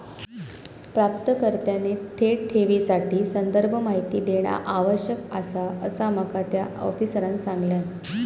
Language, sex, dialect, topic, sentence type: Marathi, female, Southern Konkan, banking, statement